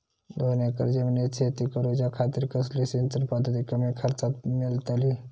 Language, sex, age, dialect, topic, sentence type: Marathi, male, 18-24, Southern Konkan, agriculture, question